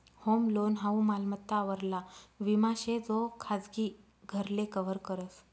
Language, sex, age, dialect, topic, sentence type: Marathi, female, 36-40, Northern Konkan, banking, statement